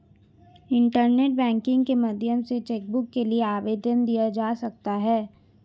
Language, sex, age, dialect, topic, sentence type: Hindi, female, 18-24, Hindustani Malvi Khadi Boli, banking, statement